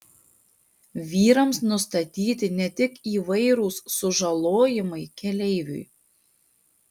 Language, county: Lithuanian, Panevėžys